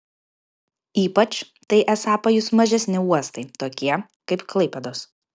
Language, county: Lithuanian, Vilnius